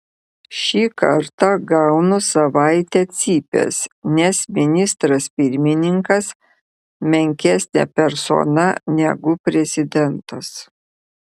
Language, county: Lithuanian, Vilnius